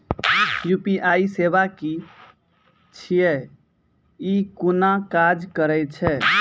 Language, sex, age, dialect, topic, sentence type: Maithili, male, 18-24, Angika, banking, question